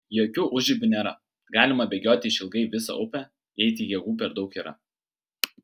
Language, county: Lithuanian, Vilnius